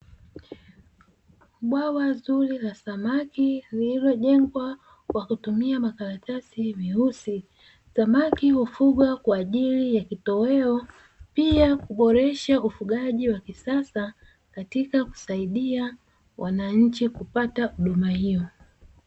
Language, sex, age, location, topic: Swahili, female, 25-35, Dar es Salaam, agriculture